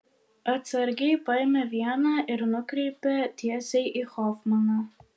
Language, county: Lithuanian, Vilnius